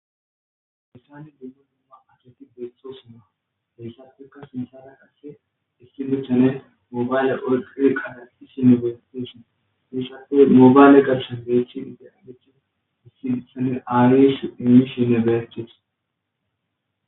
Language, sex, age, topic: Gamo, female, 25-35, government